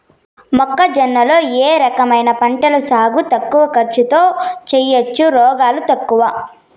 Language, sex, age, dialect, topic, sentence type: Telugu, female, 18-24, Southern, agriculture, question